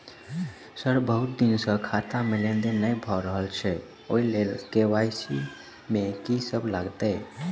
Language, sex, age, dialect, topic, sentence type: Maithili, male, 18-24, Southern/Standard, banking, question